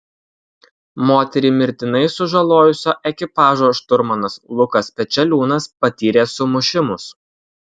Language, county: Lithuanian, Kaunas